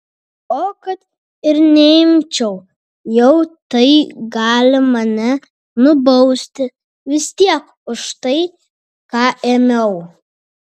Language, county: Lithuanian, Vilnius